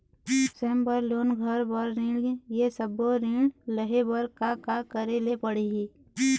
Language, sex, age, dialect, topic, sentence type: Chhattisgarhi, female, 18-24, Eastern, banking, question